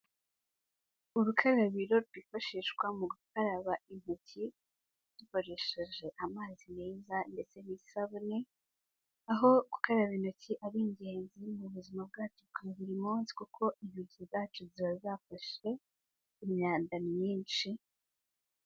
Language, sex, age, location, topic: Kinyarwanda, female, 18-24, Kigali, health